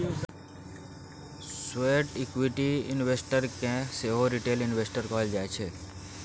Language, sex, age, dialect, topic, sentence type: Maithili, male, 25-30, Bajjika, banking, statement